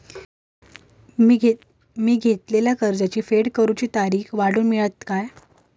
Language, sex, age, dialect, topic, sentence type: Marathi, female, 18-24, Southern Konkan, banking, question